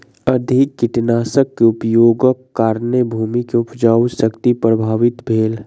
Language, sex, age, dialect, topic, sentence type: Maithili, male, 41-45, Southern/Standard, agriculture, statement